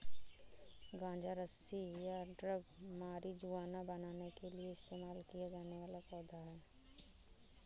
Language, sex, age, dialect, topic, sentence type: Hindi, female, 25-30, Awadhi Bundeli, agriculture, statement